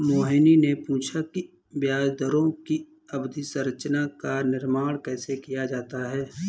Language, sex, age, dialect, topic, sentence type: Hindi, male, 25-30, Awadhi Bundeli, banking, statement